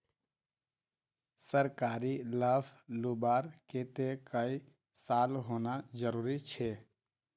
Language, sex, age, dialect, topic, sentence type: Magahi, male, 51-55, Northeastern/Surjapuri, banking, question